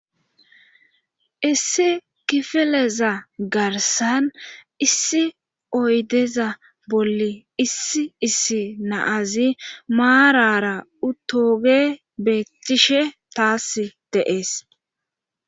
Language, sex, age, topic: Gamo, female, 25-35, government